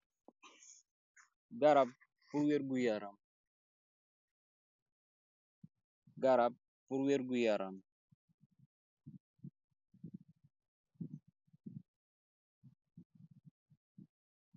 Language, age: Wolof, 25-35